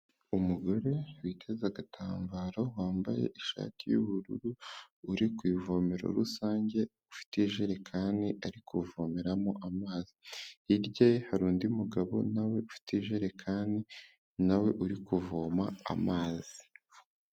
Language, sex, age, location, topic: Kinyarwanda, male, 18-24, Kigali, health